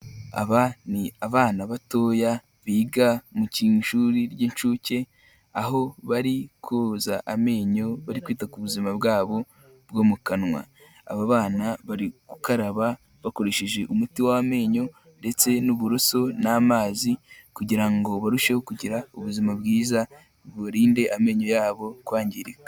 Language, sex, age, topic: Kinyarwanda, male, 18-24, health